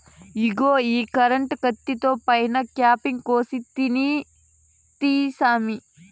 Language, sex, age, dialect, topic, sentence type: Telugu, female, 25-30, Southern, agriculture, statement